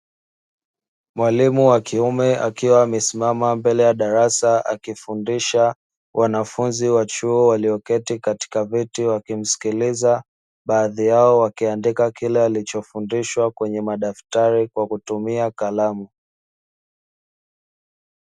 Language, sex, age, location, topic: Swahili, male, 25-35, Dar es Salaam, education